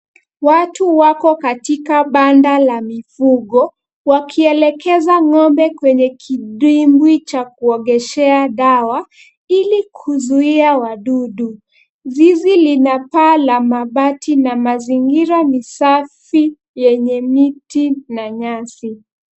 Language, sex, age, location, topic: Swahili, female, 25-35, Kisumu, agriculture